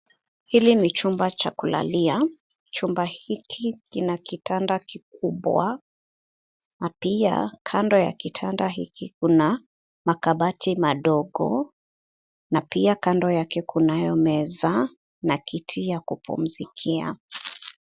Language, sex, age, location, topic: Swahili, female, 25-35, Nairobi, education